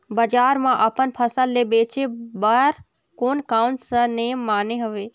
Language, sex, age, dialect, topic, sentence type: Chhattisgarhi, female, 18-24, Eastern, agriculture, question